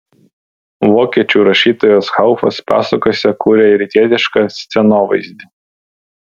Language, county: Lithuanian, Vilnius